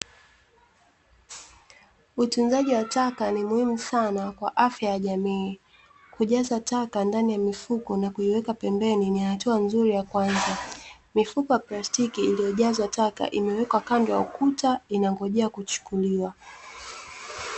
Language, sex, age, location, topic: Swahili, female, 25-35, Dar es Salaam, government